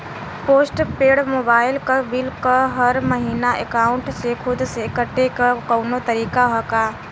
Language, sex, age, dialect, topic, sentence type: Bhojpuri, female, 18-24, Western, banking, question